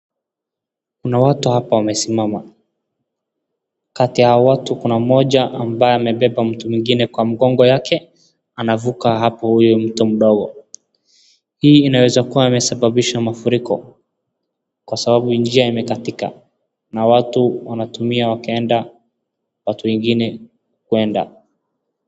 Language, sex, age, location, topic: Swahili, female, 36-49, Wajir, health